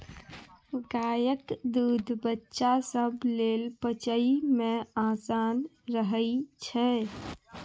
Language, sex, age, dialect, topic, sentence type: Maithili, female, 25-30, Bajjika, agriculture, statement